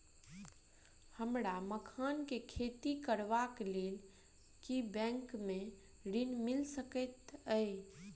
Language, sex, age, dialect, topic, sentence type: Maithili, female, 18-24, Southern/Standard, banking, question